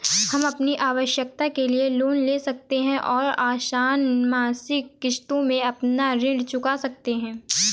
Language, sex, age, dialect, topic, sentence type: Hindi, female, 18-24, Awadhi Bundeli, banking, statement